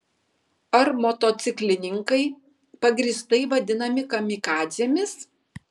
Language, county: Lithuanian, Kaunas